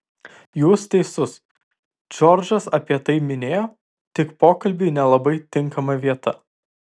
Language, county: Lithuanian, Vilnius